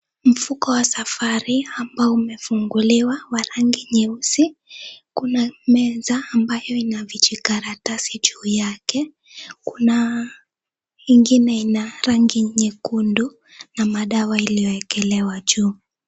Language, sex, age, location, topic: Swahili, female, 18-24, Kisumu, health